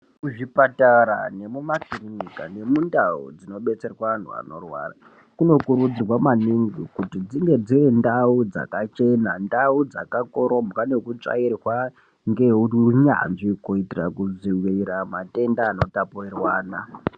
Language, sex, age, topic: Ndau, male, 25-35, health